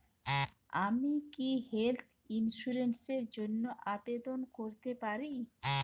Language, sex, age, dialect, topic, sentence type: Bengali, female, 18-24, Jharkhandi, banking, question